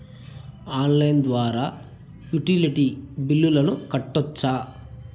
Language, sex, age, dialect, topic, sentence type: Telugu, male, 31-35, Southern, banking, question